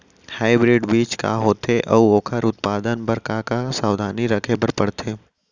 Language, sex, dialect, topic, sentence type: Chhattisgarhi, male, Central, agriculture, question